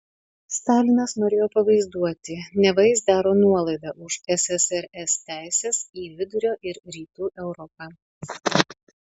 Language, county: Lithuanian, Panevėžys